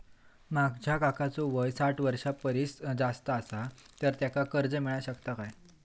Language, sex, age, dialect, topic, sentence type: Marathi, female, 18-24, Southern Konkan, banking, statement